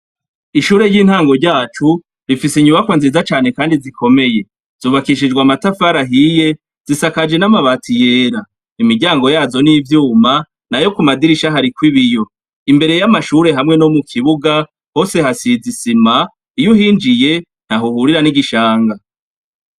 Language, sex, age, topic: Rundi, male, 36-49, education